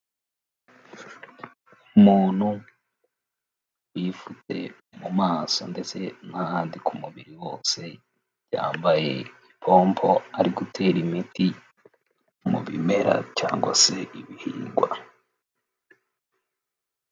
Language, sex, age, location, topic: Kinyarwanda, male, 18-24, Nyagatare, agriculture